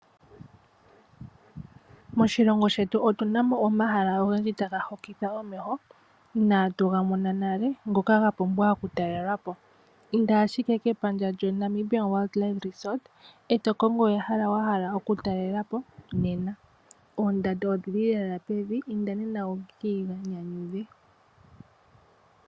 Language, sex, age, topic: Oshiwambo, female, 18-24, agriculture